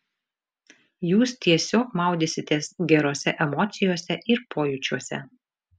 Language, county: Lithuanian, Šiauliai